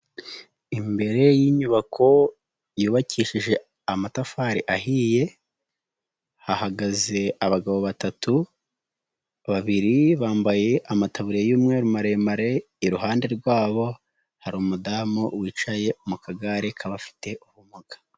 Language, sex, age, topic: Kinyarwanda, female, 25-35, health